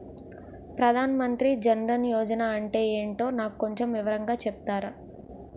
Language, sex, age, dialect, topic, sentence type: Telugu, female, 18-24, Utterandhra, banking, question